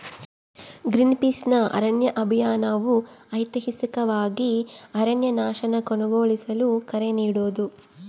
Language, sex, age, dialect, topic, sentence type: Kannada, female, 31-35, Central, agriculture, statement